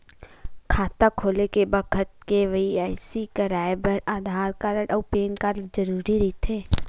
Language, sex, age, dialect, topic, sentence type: Chhattisgarhi, female, 51-55, Western/Budati/Khatahi, banking, statement